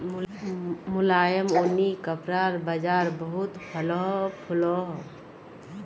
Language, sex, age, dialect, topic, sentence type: Magahi, female, 36-40, Northeastern/Surjapuri, agriculture, statement